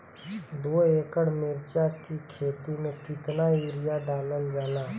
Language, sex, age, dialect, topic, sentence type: Bhojpuri, female, 31-35, Western, agriculture, question